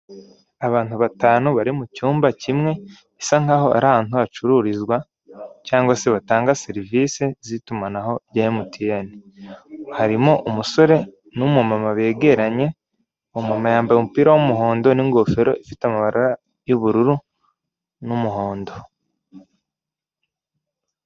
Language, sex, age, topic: Kinyarwanda, male, 18-24, finance